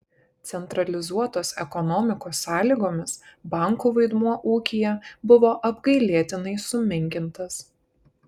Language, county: Lithuanian, Kaunas